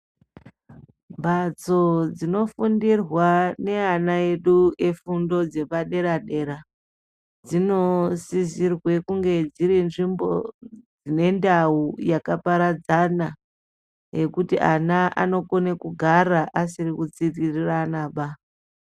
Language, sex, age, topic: Ndau, male, 25-35, education